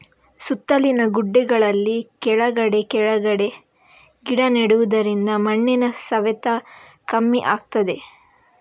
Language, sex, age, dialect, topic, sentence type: Kannada, female, 18-24, Coastal/Dakshin, agriculture, statement